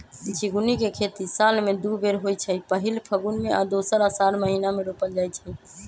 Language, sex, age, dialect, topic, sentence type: Magahi, female, 18-24, Western, agriculture, statement